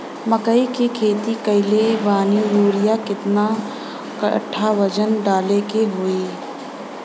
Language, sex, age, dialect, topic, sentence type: Bhojpuri, female, 25-30, Southern / Standard, agriculture, question